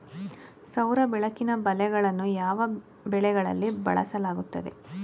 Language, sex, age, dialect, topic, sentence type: Kannada, female, 31-35, Mysore Kannada, agriculture, question